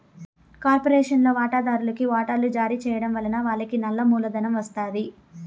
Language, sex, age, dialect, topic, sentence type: Telugu, male, 18-24, Southern, banking, statement